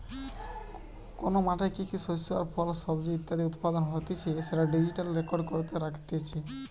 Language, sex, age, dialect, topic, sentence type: Bengali, male, 18-24, Western, agriculture, statement